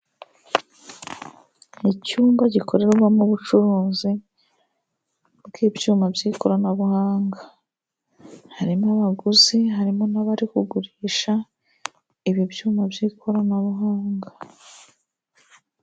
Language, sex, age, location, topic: Kinyarwanda, female, 36-49, Musanze, finance